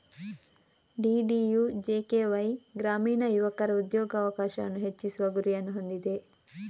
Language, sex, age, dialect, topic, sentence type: Kannada, female, 18-24, Coastal/Dakshin, banking, statement